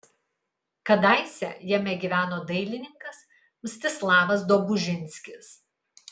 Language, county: Lithuanian, Kaunas